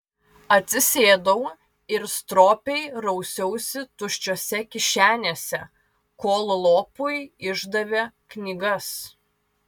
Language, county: Lithuanian, Vilnius